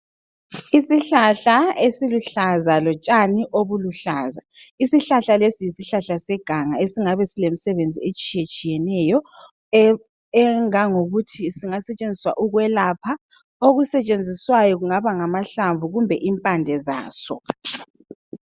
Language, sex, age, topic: North Ndebele, female, 25-35, health